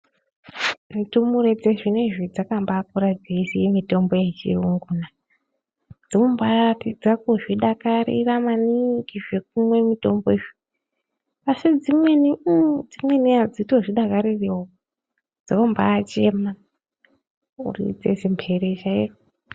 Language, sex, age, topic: Ndau, female, 25-35, health